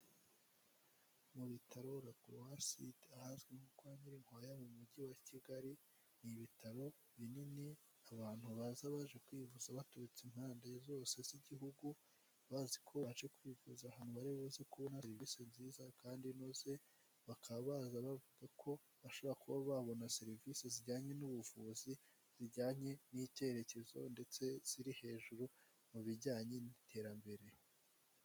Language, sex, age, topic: Kinyarwanda, male, 18-24, health